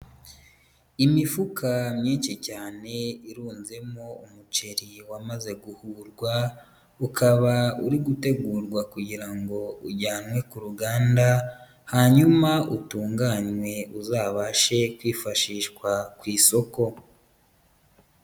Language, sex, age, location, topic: Kinyarwanda, female, 18-24, Huye, agriculture